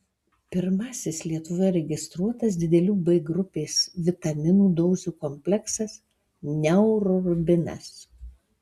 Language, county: Lithuanian, Alytus